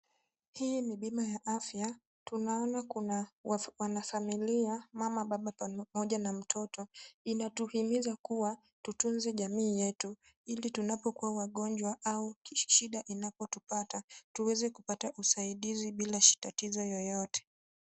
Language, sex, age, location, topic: Swahili, female, 18-24, Kisumu, finance